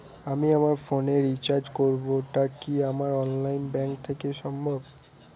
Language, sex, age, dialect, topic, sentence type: Bengali, male, 18-24, Northern/Varendri, banking, question